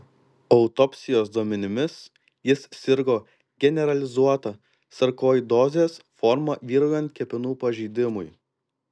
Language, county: Lithuanian, Kaunas